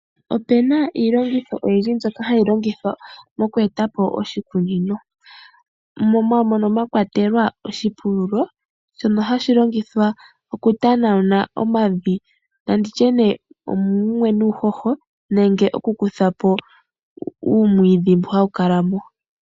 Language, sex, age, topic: Oshiwambo, female, 25-35, agriculture